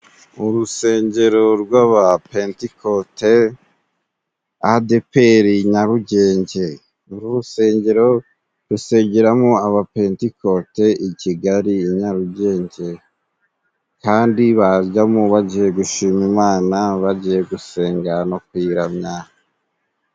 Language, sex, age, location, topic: Kinyarwanda, male, 18-24, Musanze, government